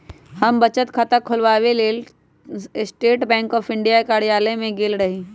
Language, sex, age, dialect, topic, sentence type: Magahi, male, 18-24, Western, banking, statement